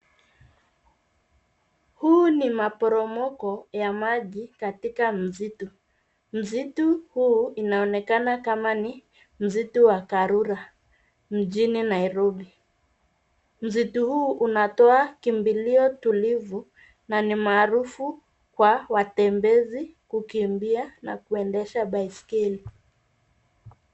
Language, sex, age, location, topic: Swahili, female, 36-49, Nairobi, agriculture